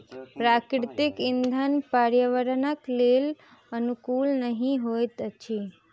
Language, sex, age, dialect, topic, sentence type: Maithili, female, 31-35, Southern/Standard, agriculture, statement